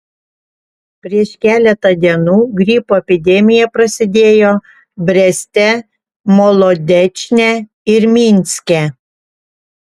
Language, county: Lithuanian, Panevėžys